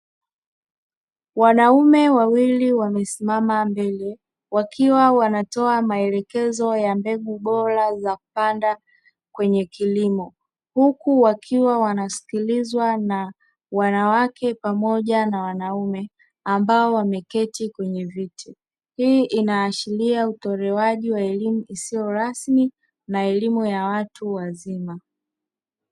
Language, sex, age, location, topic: Swahili, female, 25-35, Dar es Salaam, education